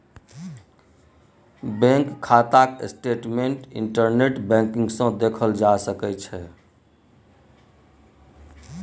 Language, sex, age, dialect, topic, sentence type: Maithili, male, 41-45, Bajjika, banking, statement